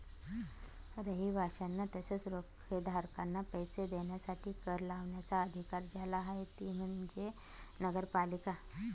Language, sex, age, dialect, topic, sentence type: Marathi, female, 25-30, Northern Konkan, banking, statement